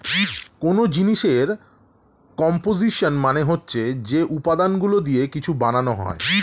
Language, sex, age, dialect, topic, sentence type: Bengali, male, 36-40, Standard Colloquial, agriculture, statement